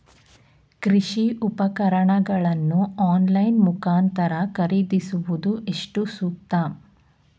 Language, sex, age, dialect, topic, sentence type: Kannada, female, 31-35, Mysore Kannada, agriculture, question